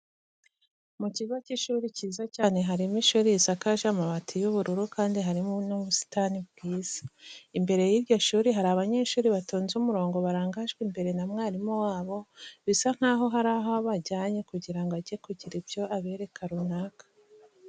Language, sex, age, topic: Kinyarwanda, female, 25-35, education